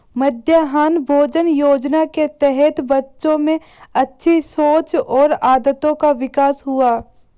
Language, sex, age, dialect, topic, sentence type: Hindi, female, 18-24, Marwari Dhudhari, agriculture, statement